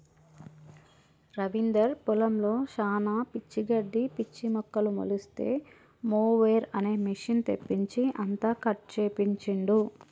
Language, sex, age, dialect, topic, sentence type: Telugu, male, 36-40, Telangana, agriculture, statement